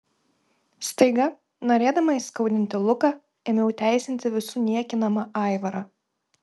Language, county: Lithuanian, Kaunas